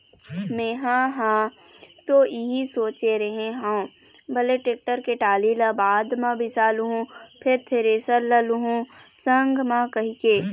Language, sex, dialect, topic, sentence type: Chhattisgarhi, female, Eastern, banking, statement